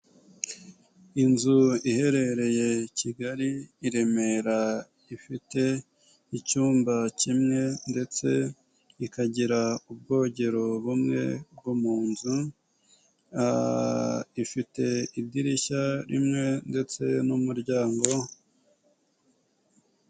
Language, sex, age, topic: Kinyarwanda, male, 18-24, finance